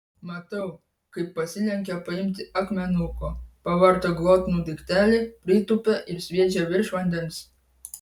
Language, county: Lithuanian, Vilnius